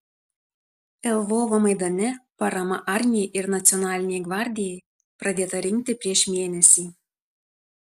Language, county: Lithuanian, Tauragė